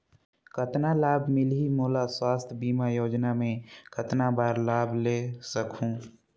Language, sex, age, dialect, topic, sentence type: Chhattisgarhi, male, 46-50, Northern/Bhandar, banking, question